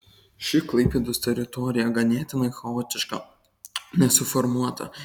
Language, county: Lithuanian, Kaunas